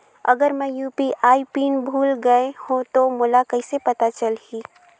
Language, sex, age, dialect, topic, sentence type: Chhattisgarhi, female, 18-24, Northern/Bhandar, banking, question